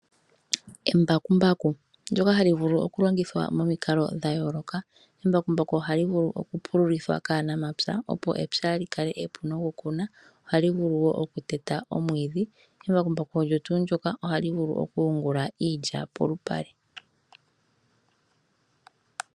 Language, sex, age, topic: Oshiwambo, female, 25-35, agriculture